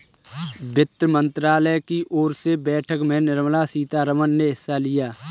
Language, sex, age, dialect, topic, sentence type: Hindi, male, 18-24, Kanauji Braj Bhasha, banking, statement